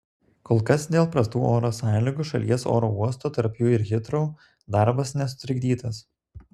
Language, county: Lithuanian, Telšiai